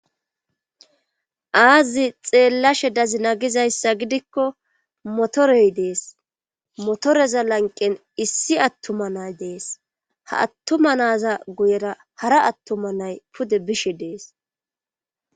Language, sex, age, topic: Gamo, female, 25-35, government